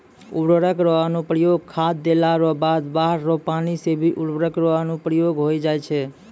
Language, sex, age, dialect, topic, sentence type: Maithili, male, 25-30, Angika, agriculture, statement